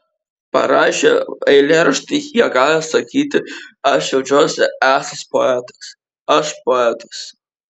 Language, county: Lithuanian, Kaunas